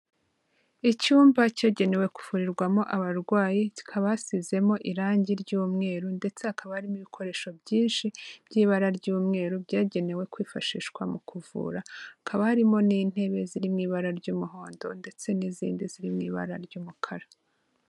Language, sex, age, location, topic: Kinyarwanda, female, 25-35, Kigali, health